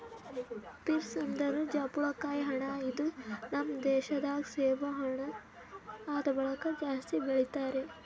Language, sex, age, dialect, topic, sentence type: Kannada, female, 18-24, Northeastern, agriculture, statement